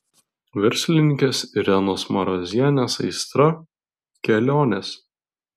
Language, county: Lithuanian, Vilnius